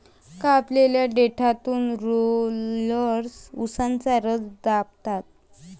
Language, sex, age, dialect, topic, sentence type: Marathi, female, 25-30, Varhadi, agriculture, statement